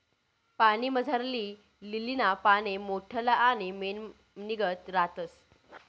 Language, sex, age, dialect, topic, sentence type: Marathi, female, 18-24, Northern Konkan, agriculture, statement